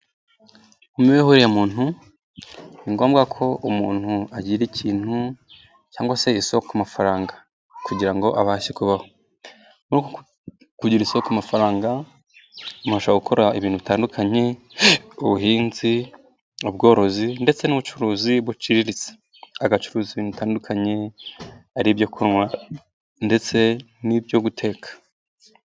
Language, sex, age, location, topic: Kinyarwanda, male, 18-24, Nyagatare, finance